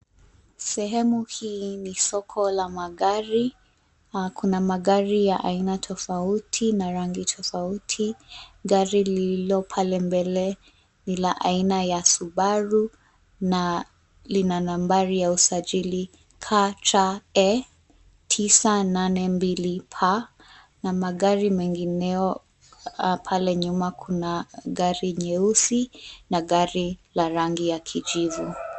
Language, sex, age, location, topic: Swahili, female, 25-35, Nairobi, finance